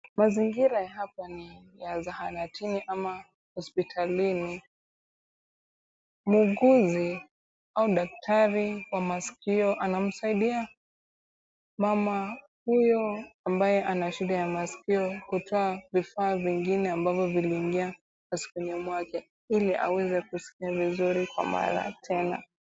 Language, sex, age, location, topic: Swahili, female, 18-24, Kisumu, health